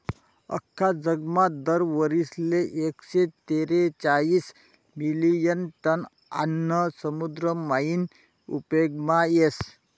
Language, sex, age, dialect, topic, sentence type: Marathi, male, 46-50, Northern Konkan, agriculture, statement